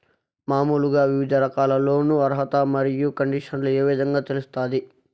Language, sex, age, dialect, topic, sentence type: Telugu, male, 41-45, Southern, banking, question